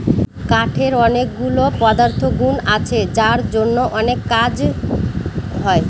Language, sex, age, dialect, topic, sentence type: Bengali, female, 31-35, Northern/Varendri, agriculture, statement